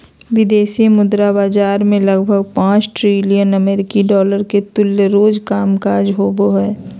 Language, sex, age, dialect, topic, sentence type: Magahi, female, 25-30, Southern, banking, statement